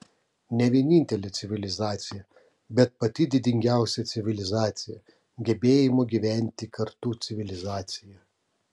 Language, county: Lithuanian, Telšiai